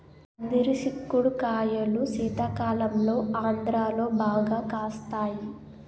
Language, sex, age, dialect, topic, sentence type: Telugu, female, 18-24, Utterandhra, agriculture, statement